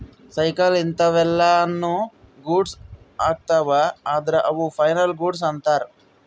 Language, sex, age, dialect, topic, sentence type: Kannada, male, 41-45, Central, banking, statement